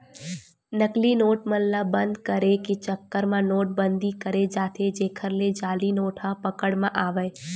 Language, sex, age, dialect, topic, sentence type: Chhattisgarhi, female, 18-24, Western/Budati/Khatahi, banking, statement